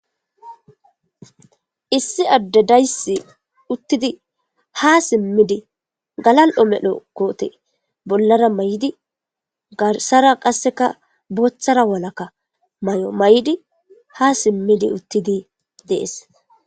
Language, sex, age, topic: Gamo, female, 25-35, government